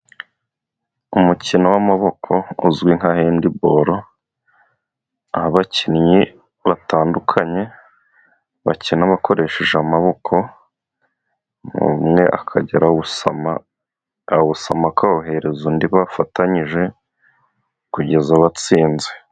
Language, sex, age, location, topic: Kinyarwanda, male, 25-35, Musanze, government